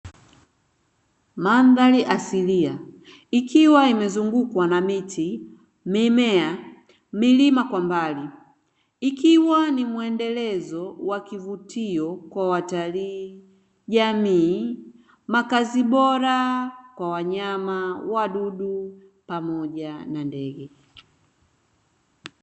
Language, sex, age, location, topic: Swahili, female, 25-35, Dar es Salaam, agriculture